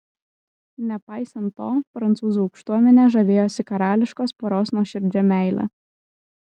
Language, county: Lithuanian, Kaunas